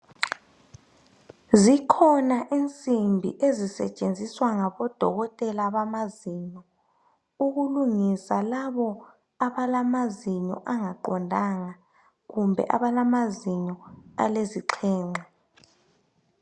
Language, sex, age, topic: North Ndebele, male, 18-24, health